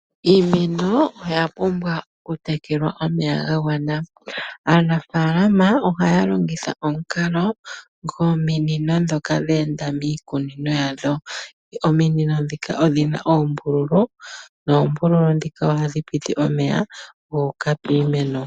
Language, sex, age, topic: Oshiwambo, male, 18-24, agriculture